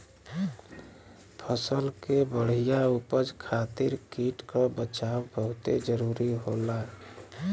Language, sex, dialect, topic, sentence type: Bhojpuri, male, Western, agriculture, statement